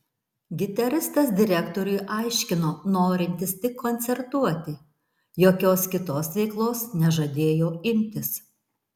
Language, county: Lithuanian, Tauragė